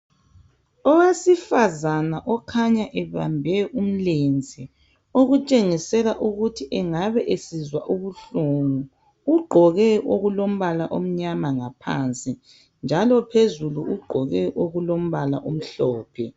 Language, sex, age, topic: North Ndebele, female, 25-35, health